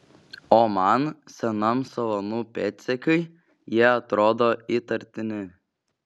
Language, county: Lithuanian, Šiauliai